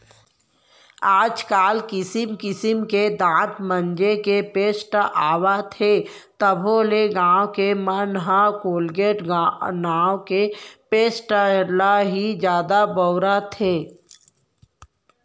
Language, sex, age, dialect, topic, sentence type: Chhattisgarhi, female, 18-24, Central, banking, statement